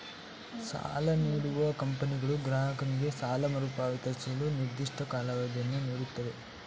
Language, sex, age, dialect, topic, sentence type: Kannada, male, 18-24, Mysore Kannada, banking, statement